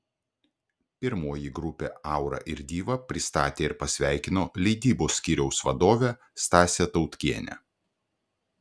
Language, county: Lithuanian, Klaipėda